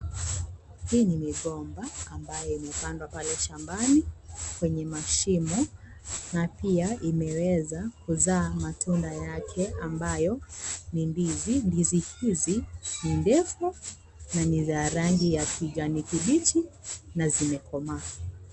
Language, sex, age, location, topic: Swahili, female, 18-24, Kisii, agriculture